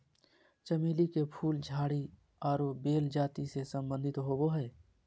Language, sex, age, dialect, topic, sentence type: Magahi, male, 36-40, Southern, agriculture, statement